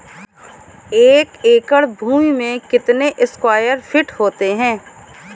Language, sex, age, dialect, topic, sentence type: Hindi, female, 18-24, Kanauji Braj Bhasha, agriculture, question